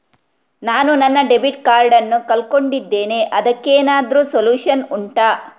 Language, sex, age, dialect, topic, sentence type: Kannada, female, 36-40, Coastal/Dakshin, banking, question